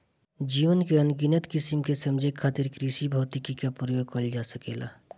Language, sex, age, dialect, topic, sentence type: Bhojpuri, male, 25-30, Northern, agriculture, statement